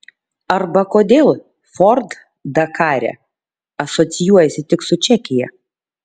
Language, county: Lithuanian, Šiauliai